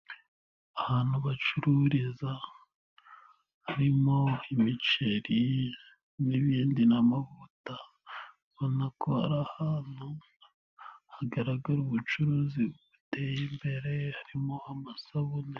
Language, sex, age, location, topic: Kinyarwanda, male, 18-24, Nyagatare, finance